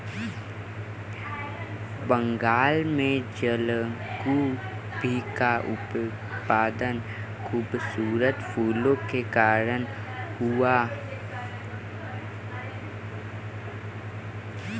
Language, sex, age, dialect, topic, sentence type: Hindi, male, 36-40, Kanauji Braj Bhasha, agriculture, statement